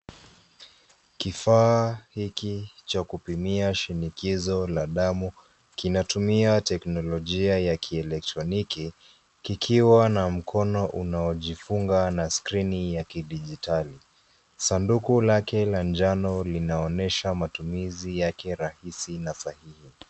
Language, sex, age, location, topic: Swahili, male, 25-35, Nairobi, health